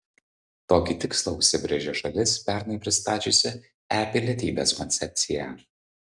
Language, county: Lithuanian, Vilnius